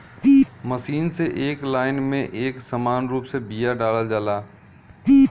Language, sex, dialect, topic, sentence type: Bhojpuri, male, Western, agriculture, statement